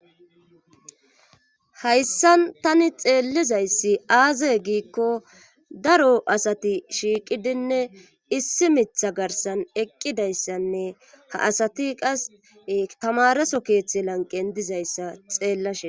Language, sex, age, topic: Gamo, female, 25-35, government